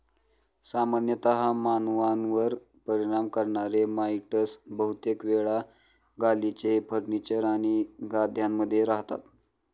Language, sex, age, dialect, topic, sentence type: Marathi, male, 25-30, Standard Marathi, agriculture, statement